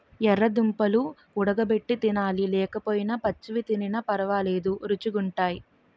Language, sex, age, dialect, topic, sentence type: Telugu, female, 18-24, Utterandhra, agriculture, statement